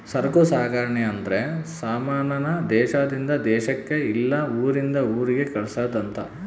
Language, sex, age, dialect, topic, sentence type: Kannada, male, 25-30, Central, banking, statement